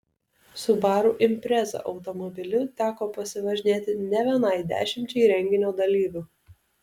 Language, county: Lithuanian, Alytus